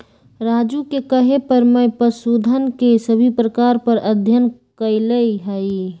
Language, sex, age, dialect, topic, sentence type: Magahi, female, 25-30, Western, agriculture, statement